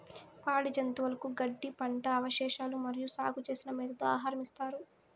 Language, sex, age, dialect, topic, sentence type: Telugu, female, 18-24, Southern, agriculture, statement